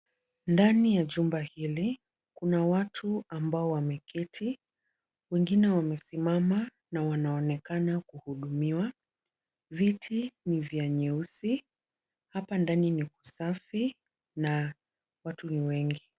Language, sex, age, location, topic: Swahili, female, 25-35, Kisumu, government